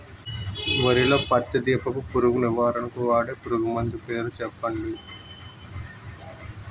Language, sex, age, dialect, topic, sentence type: Telugu, male, 25-30, Utterandhra, agriculture, question